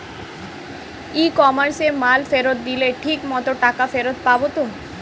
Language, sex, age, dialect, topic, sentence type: Bengali, female, 18-24, Standard Colloquial, agriculture, question